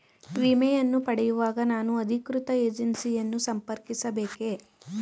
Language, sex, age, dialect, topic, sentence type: Kannada, female, 18-24, Mysore Kannada, banking, question